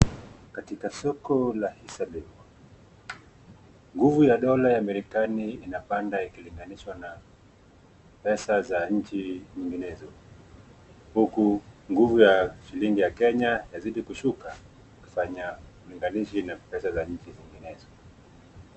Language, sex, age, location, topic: Swahili, male, 25-35, Nakuru, finance